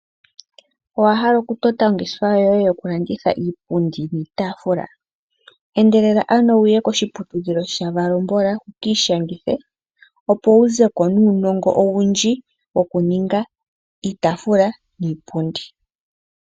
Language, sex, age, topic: Oshiwambo, female, 18-24, finance